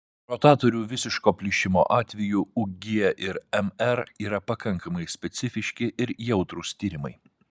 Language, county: Lithuanian, Vilnius